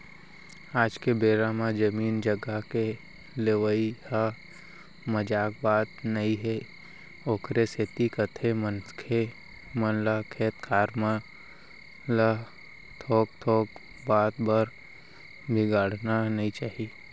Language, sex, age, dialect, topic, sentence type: Chhattisgarhi, male, 18-24, Central, agriculture, statement